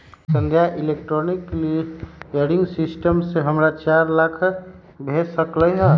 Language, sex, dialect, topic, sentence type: Magahi, male, Western, banking, statement